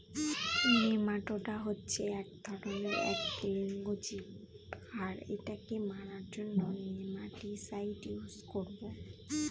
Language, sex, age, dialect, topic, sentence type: Bengali, female, 25-30, Northern/Varendri, agriculture, statement